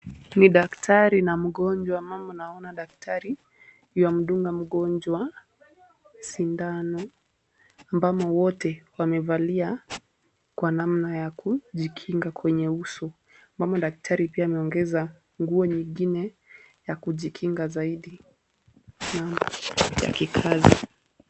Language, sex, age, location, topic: Swahili, female, 18-24, Kisumu, health